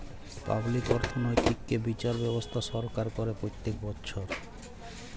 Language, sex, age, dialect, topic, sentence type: Bengali, male, 18-24, Jharkhandi, banking, statement